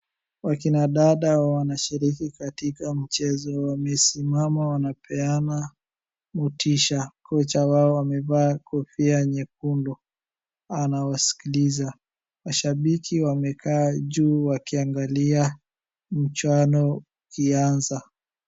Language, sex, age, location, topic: Swahili, male, 18-24, Wajir, government